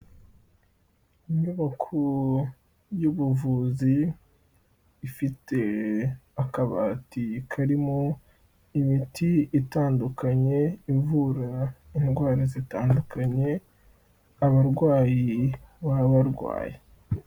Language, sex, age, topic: Kinyarwanda, male, 18-24, health